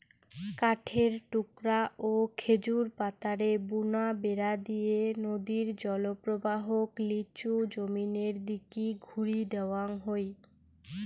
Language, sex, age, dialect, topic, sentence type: Bengali, female, 18-24, Rajbangshi, agriculture, statement